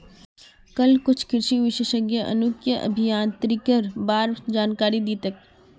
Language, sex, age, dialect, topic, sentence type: Magahi, female, 36-40, Northeastern/Surjapuri, agriculture, statement